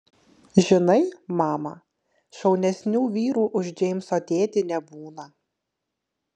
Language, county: Lithuanian, Kaunas